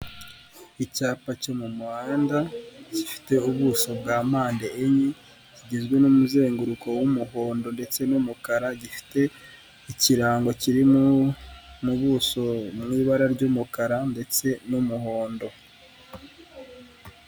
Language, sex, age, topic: Kinyarwanda, male, 25-35, government